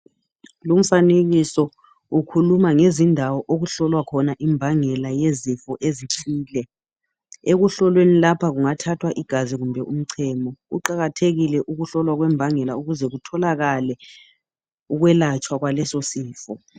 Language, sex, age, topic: North Ndebele, male, 36-49, health